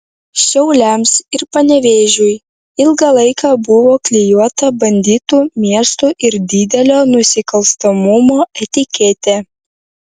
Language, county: Lithuanian, Vilnius